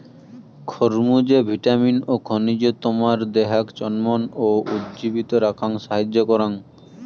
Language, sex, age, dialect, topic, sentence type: Bengali, male, 18-24, Rajbangshi, agriculture, statement